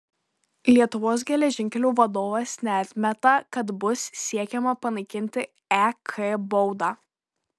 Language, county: Lithuanian, Marijampolė